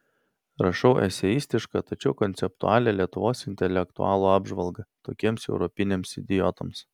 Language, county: Lithuanian, Vilnius